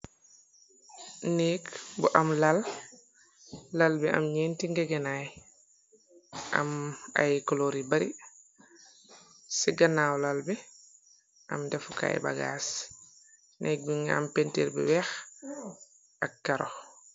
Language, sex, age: Wolof, female, 36-49